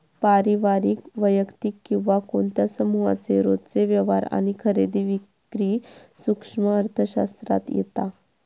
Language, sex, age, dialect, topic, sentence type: Marathi, female, 31-35, Southern Konkan, banking, statement